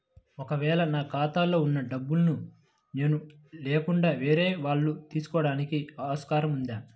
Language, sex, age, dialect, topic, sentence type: Telugu, female, 25-30, Central/Coastal, banking, question